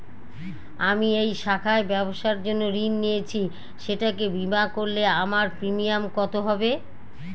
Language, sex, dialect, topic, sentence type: Bengali, female, Northern/Varendri, banking, question